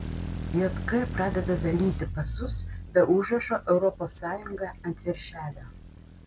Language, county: Lithuanian, Panevėžys